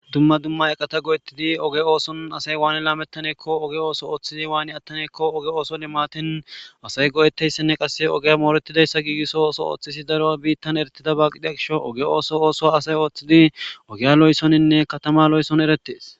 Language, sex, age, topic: Gamo, male, 25-35, government